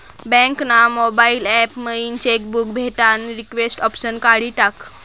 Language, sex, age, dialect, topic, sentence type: Marathi, female, 18-24, Northern Konkan, banking, statement